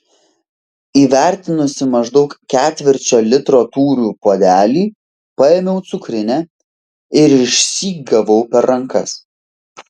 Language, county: Lithuanian, Vilnius